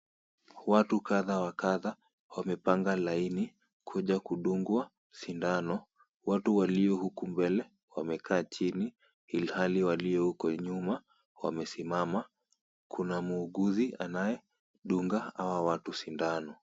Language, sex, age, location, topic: Swahili, female, 25-35, Kisumu, health